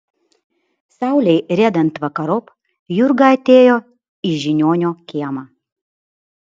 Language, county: Lithuanian, Vilnius